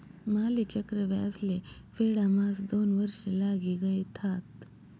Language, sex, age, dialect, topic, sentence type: Marathi, female, 25-30, Northern Konkan, banking, statement